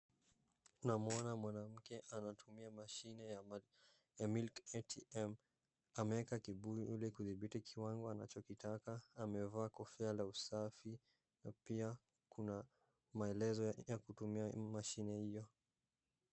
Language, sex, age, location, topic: Swahili, male, 18-24, Wajir, finance